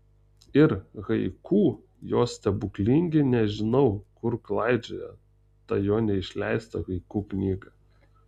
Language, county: Lithuanian, Tauragė